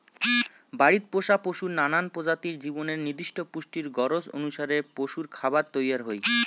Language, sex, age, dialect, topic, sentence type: Bengali, male, 25-30, Rajbangshi, agriculture, statement